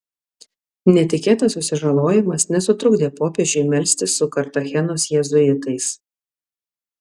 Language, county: Lithuanian, Alytus